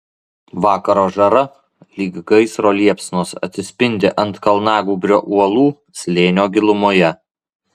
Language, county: Lithuanian, Klaipėda